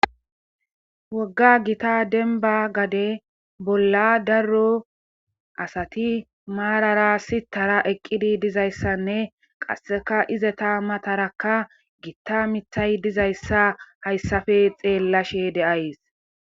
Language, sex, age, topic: Gamo, female, 25-35, government